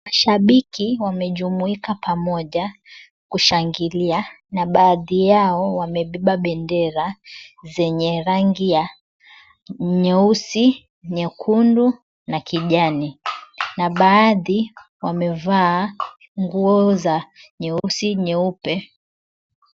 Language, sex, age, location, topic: Swahili, female, 25-35, Mombasa, government